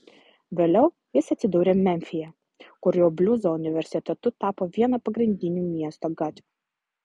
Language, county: Lithuanian, Utena